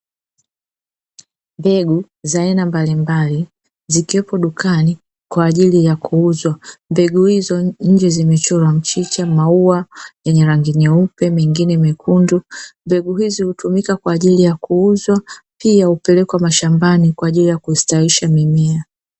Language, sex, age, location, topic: Swahili, female, 36-49, Dar es Salaam, agriculture